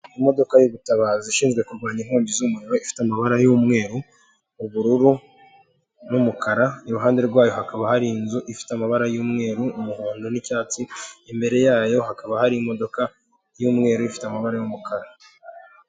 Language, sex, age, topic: Kinyarwanda, male, 18-24, government